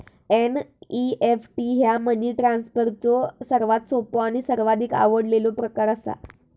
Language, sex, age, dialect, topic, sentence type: Marathi, female, 25-30, Southern Konkan, banking, statement